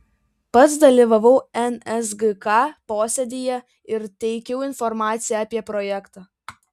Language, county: Lithuanian, Vilnius